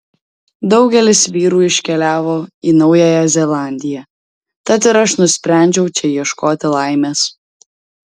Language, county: Lithuanian, Alytus